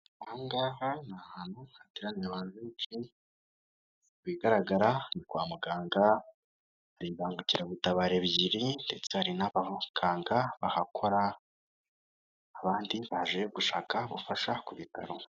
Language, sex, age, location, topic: Kinyarwanda, male, 18-24, Kigali, government